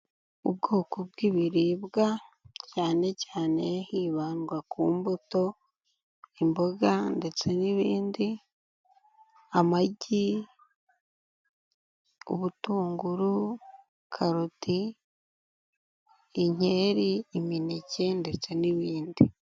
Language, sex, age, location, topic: Kinyarwanda, female, 18-24, Huye, health